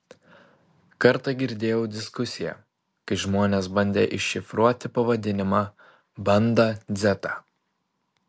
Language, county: Lithuanian, Panevėžys